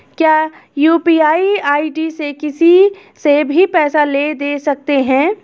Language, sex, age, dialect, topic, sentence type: Hindi, female, 25-30, Awadhi Bundeli, banking, question